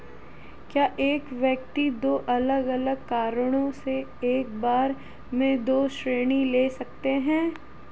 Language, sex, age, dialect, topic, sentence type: Hindi, female, 18-24, Marwari Dhudhari, banking, question